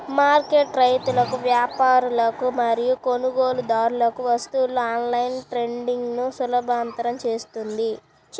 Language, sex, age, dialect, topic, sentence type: Telugu, male, 25-30, Central/Coastal, agriculture, statement